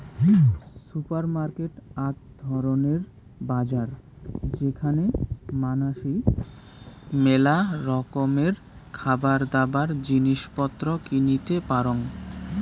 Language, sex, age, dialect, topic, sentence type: Bengali, male, 18-24, Rajbangshi, agriculture, statement